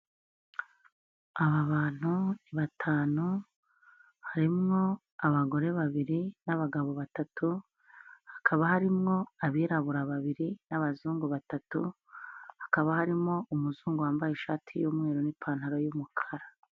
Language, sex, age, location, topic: Kinyarwanda, female, 25-35, Nyagatare, finance